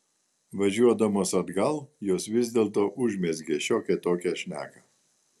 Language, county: Lithuanian, Vilnius